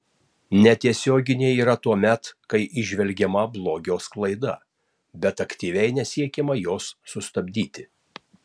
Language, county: Lithuanian, Tauragė